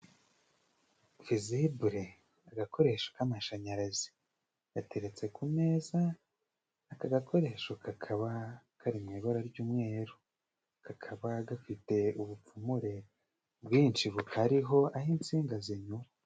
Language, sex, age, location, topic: Kinyarwanda, male, 25-35, Musanze, government